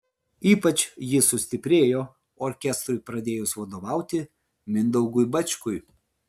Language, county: Lithuanian, Vilnius